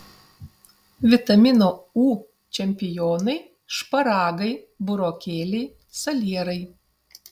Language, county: Lithuanian, Utena